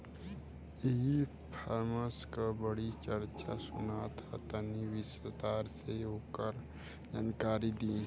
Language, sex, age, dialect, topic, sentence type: Bhojpuri, female, 18-24, Western, agriculture, question